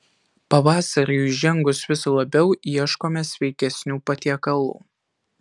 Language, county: Lithuanian, Alytus